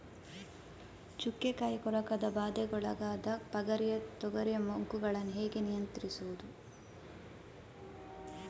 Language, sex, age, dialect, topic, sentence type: Kannada, female, 25-30, Coastal/Dakshin, agriculture, question